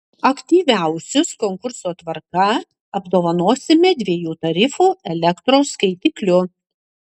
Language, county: Lithuanian, Utena